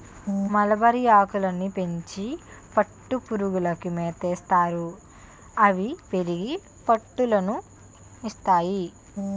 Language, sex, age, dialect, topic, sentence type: Telugu, female, 18-24, Utterandhra, agriculture, statement